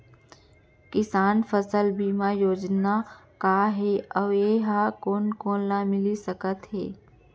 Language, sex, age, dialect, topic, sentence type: Chhattisgarhi, female, 25-30, Central, agriculture, question